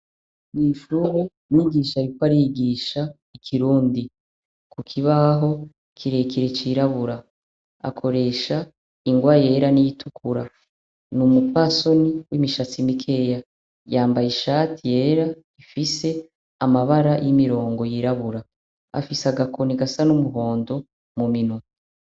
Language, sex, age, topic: Rundi, female, 36-49, education